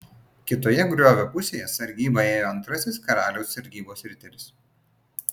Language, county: Lithuanian, Vilnius